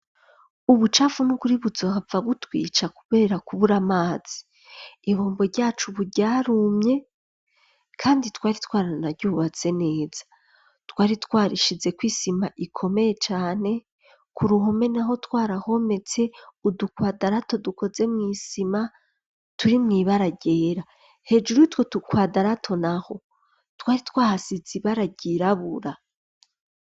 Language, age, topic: Rundi, 25-35, education